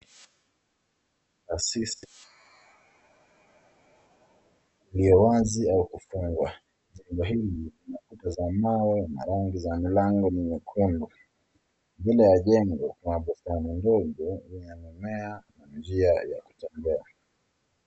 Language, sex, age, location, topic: Swahili, male, 25-35, Nakuru, education